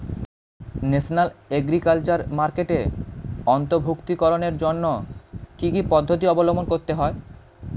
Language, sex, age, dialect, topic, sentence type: Bengali, male, 18-24, Standard Colloquial, agriculture, question